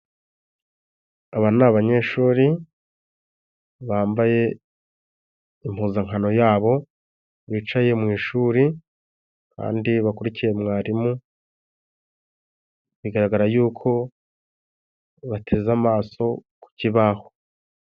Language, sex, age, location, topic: Kinyarwanda, male, 25-35, Musanze, education